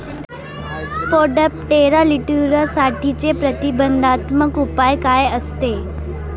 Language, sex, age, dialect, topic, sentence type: Marathi, female, 18-24, Standard Marathi, agriculture, question